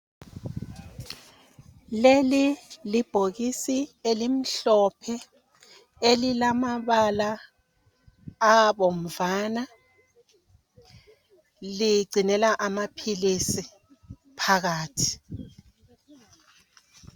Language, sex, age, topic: North Ndebele, female, 50+, health